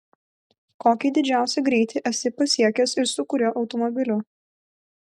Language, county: Lithuanian, Vilnius